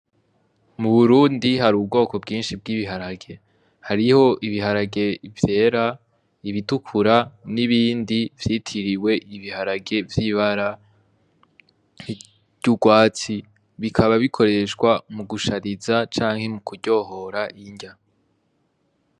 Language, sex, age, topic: Rundi, male, 18-24, agriculture